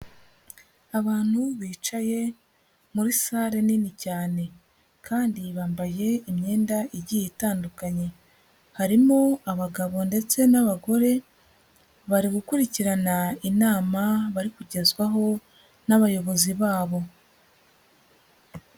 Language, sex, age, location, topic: Kinyarwanda, female, 36-49, Huye, education